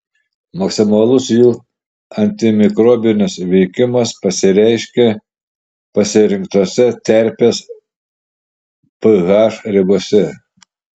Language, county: Lithuanian, Šiauliai